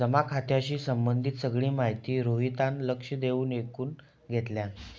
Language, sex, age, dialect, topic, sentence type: Marathi, male, 18-24, Southern Konkan, banking, statement